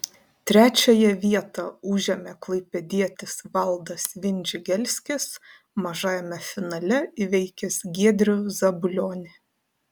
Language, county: Lithuanian, Panevėžys